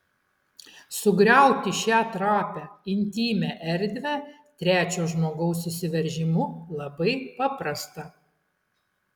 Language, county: Lithuanian, Klaipėda